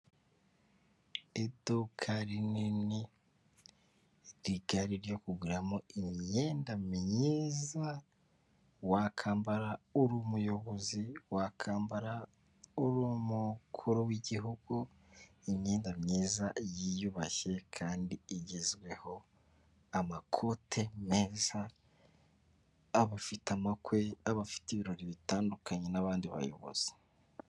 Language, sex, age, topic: Kinyarwanda, female, 18-24, finance